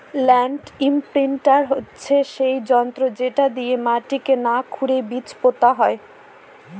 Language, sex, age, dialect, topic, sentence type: Bengali, female, 25-30, Northern/Varendri, agriculture, statement